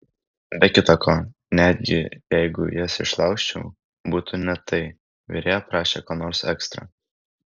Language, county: Lithuanian, Kaunas